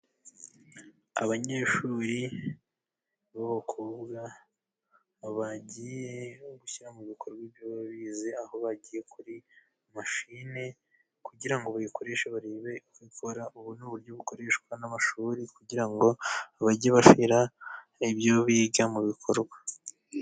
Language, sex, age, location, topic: Kinyarwanda, male, 18-24, Musanze, education